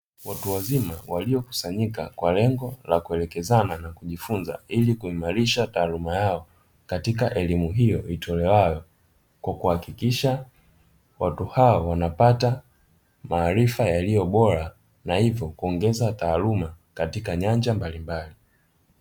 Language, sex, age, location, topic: Swahili, male, 25-35, Dar es Salaam, education